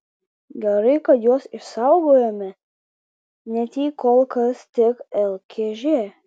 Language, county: Lithuanian, Vilnius